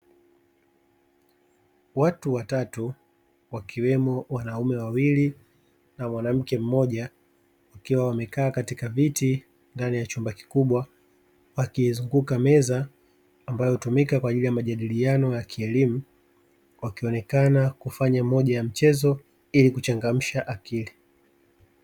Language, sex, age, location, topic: Swahili, male, 36-49, Dar es Salaam, education